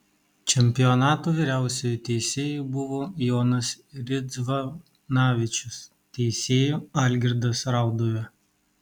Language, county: Lithuanian, Kaunas